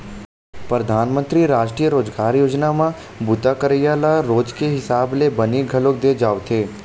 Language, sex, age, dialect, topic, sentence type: Chhattisgarhi, male, 18-24, Western/Budati/Khatahi, agriculture, statement